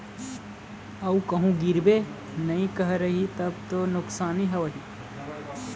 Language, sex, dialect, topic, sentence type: Chhattisgarhi, male, Eastern, banking, statement